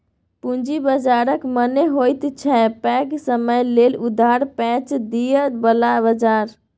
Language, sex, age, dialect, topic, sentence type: Maithili, female, 18-24, Bajjika, banking, statement